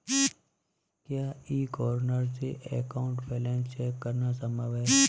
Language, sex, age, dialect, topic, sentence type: Hindi, male, 31-35, Marwari Dhudhari, banking, question